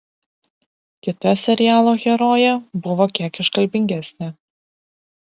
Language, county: Lithuanian, Vilnius